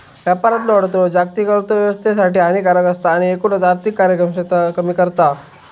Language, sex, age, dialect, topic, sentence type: Marathi, male, 18-24, Southern Konkan, banking, statement